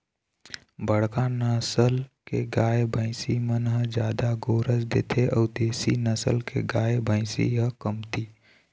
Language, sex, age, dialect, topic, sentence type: Chhattisgarhi, male, 18-24, Eastern, agriculture, statement